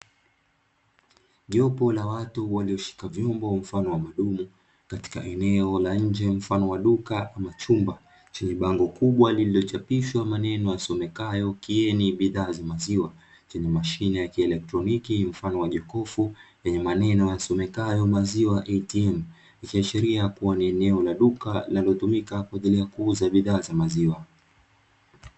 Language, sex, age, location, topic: Swahili, male, 25-35, Dar es Salaam, finance